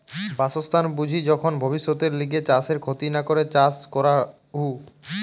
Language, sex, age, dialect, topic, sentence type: Bengali, female, 18-24, Western, agriculture, statement